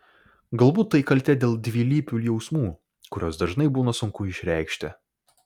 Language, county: Lithuanian, Vilnius